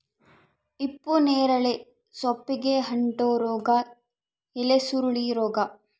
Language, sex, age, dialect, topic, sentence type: Kannada, female, 60-100, Central, agriculture, statement